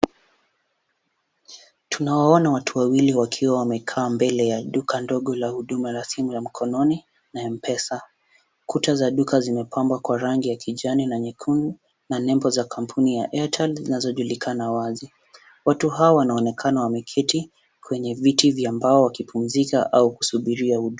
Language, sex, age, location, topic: Swahili, male, 18-24, Kisumu, finance